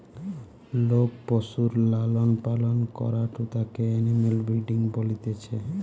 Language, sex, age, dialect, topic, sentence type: Bengali, male, 18-24, Western, agriculture, statement